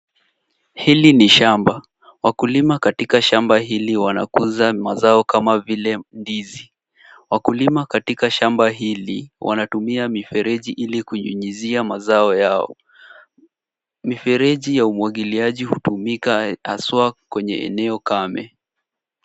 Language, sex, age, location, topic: Swahili, male, 18-24, Nairobi, agriculture